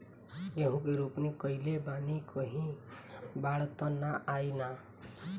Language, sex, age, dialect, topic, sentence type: Bhojpuri, female, 18-24, Southern / Standard, agriculture, question